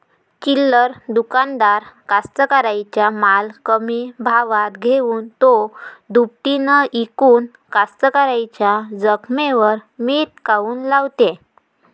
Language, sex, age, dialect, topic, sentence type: Marathi, female, 18-24, Varhadi, agriculture, question